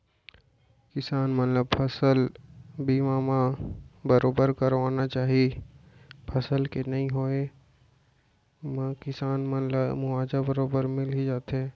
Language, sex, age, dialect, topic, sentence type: Chhattisgarhi, male, 25-30, Central, banking, statement